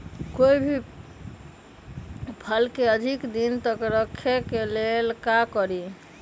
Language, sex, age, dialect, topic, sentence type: Magahi, female, 25-30, Western, agriculture, question